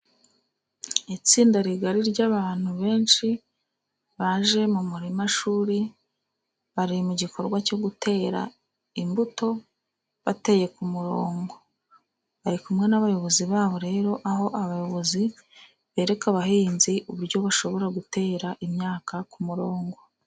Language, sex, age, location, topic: Kinyarwanda, female, 36-49, Musanze, agriculture